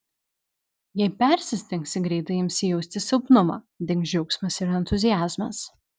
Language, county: Lithuanian, Vilnius